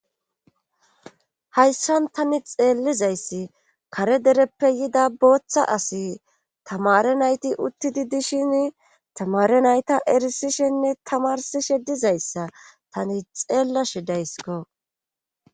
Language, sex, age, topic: Gamo, female, 18-24, government